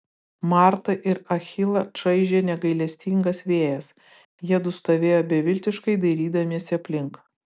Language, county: Lithuanian, Utena